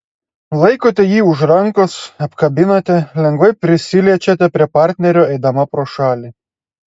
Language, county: Lithuanian, Klaipėda